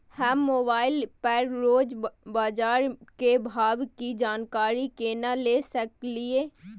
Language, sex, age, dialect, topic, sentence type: Maithili, female, 18-24, Bajjika, agriculture, question